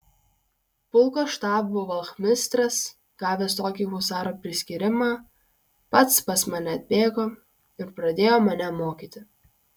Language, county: Lithuanian, Kaunas